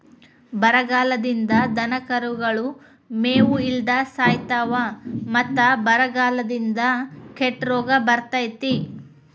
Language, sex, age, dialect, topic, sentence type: Kannada, female, 25-30, Dharwad Kannada, agriculture, statement